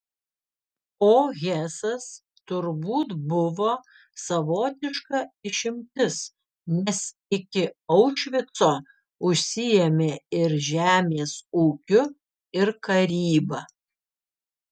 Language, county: Lithuanian, Vilnius